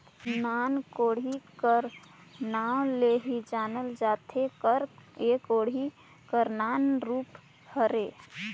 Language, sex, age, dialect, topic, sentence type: Chhattisgarhi, female, 18-24, Northern/Bhandar, agriculture, statement